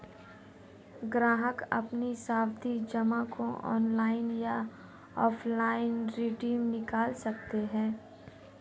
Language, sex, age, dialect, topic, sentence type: Hindi, female, 25-30, Marwari Dhudhari, banking, statement